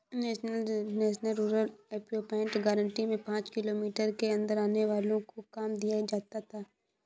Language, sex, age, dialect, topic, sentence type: Hindi, female, 56-60, Kanauji Braj Bhasha, banking, statement